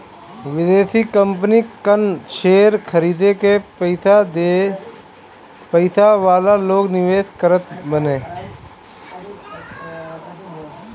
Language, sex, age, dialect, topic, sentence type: Bhojpuri, male, 36-40, Northern, banking, statement